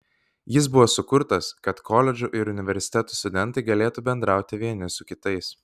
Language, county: Lithuanian, Vilnius